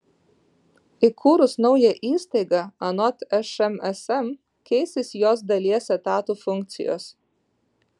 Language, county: Lithuanian, Vilnius